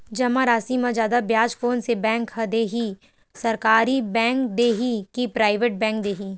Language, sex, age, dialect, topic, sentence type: Chhattisgarhi, female, 18-24, Western/Budati/Khatahi, banking, question